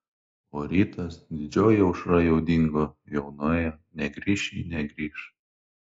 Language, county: Lithuanian, Klaipėda